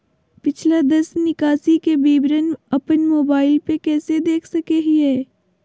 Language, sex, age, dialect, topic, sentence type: Magahi, female, 60-100, Southern, banking, question